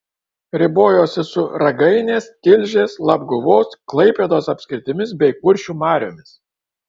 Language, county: Lithuanian, Kaunas